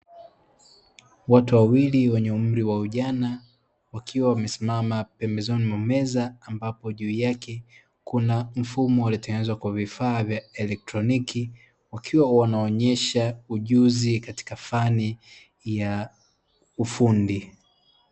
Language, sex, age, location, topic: Swahili, male, 18-24, Dar es Salaam, education